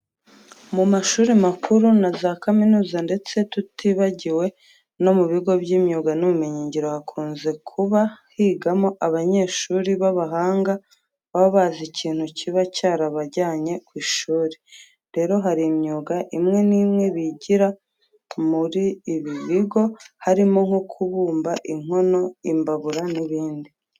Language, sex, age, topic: Kinyarwanda, female, 25-35, education